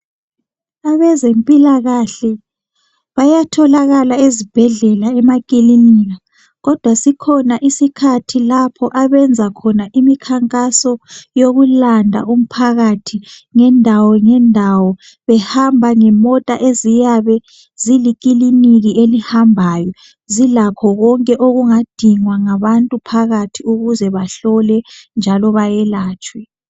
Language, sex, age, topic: North Ndebele, female, 18-24, health